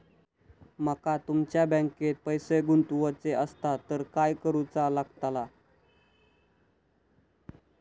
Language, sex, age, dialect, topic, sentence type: Marathi, male, 18-24, Southern Konkan, banking, question